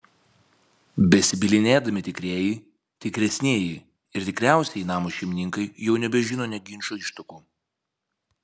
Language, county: Lithuanian, Vilnius